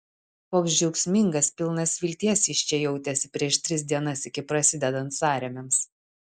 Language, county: Lithuanian, Utena